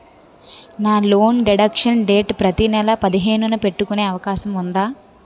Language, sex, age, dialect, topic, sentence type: Telugu, female, 18-24, Utterandhra, banking, question